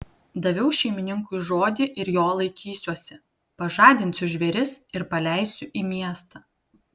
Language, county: Lithuanian, Kaunas